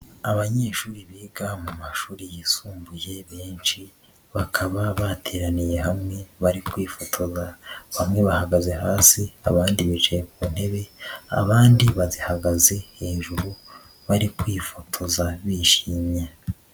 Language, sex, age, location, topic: Kinyarwanda, male, 50+, Nyagatare, education